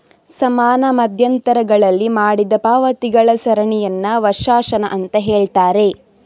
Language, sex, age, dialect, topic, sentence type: Kannada, female, 31-35, Coastal/Dakshin, banking, statement